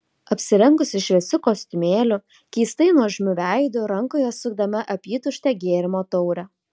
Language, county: Lithuanian, Kaunas